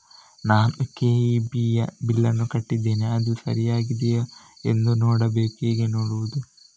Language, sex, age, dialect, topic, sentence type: Kannada, male, 36-40, Coastal/Dakshin, banking, question